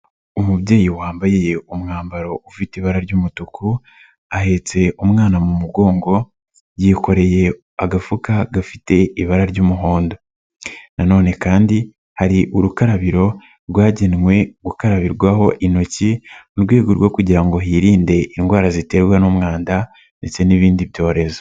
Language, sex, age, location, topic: Kinyarwanda, male, 18-24, Nyagatare, health